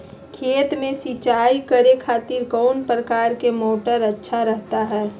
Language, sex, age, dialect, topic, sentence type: Magahi, female, 25-30, Southern, agriculture, question